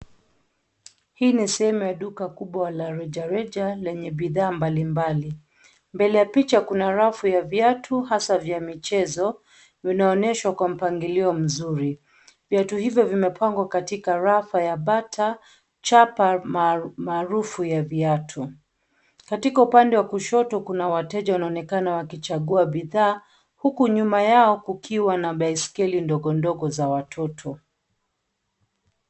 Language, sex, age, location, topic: Swahili, female, 36-49, Nairobi, finance